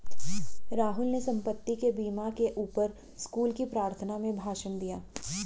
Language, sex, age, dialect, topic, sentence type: Hindi, female, 25-30, Garhwali, banking, statement